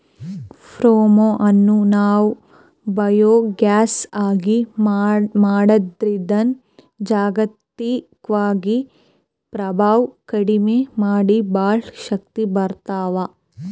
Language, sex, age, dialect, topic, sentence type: Kannada, female, 18-24, Northeastern, agriculture, statement